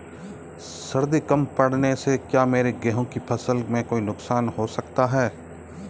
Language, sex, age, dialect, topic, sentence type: Hindi, male, 25-30, Marwari Dhudhari, agriculture, question